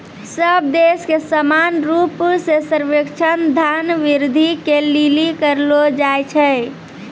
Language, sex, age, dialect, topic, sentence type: Maithili, female, 18-24, Angika, banking, statement